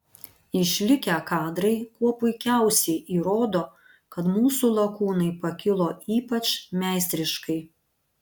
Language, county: Lithuanian, Panevėžys